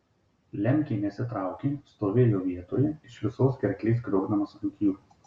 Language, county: Lithuanian, Marijampolė